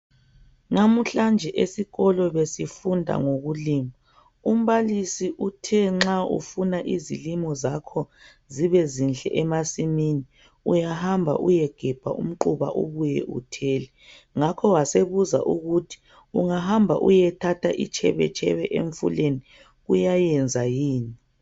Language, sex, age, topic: North Ndebele, female, 25-35, education